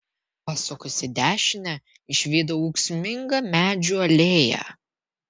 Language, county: Lithuanian, Vilnius